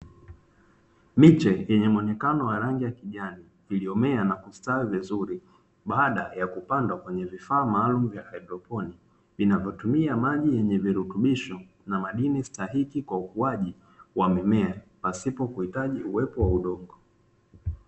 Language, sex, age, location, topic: Swahili, male, 25-35, Dar es Salaam, agriculture